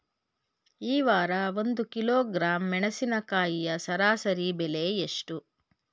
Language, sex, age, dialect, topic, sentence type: Kannada, female, 46-50, Mysore Kannada, agriculture, question